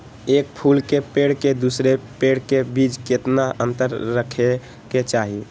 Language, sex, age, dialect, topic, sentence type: Magahi, male, 18-24, Western, agriculture, question